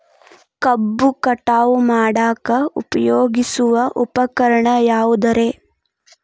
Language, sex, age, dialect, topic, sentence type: Kannada, female, 18-24, Dharwad Kannada, agriculture, question